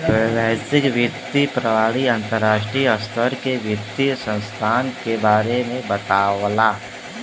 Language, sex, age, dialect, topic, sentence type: Bhojpuri, male, 18-24, Western, banking, statement